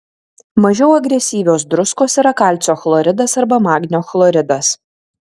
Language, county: Lithuanian, Kaunas